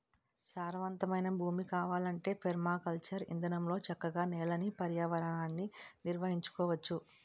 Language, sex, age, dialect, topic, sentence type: Telugu, female, 36-40, Utterandhra, agriculture, statement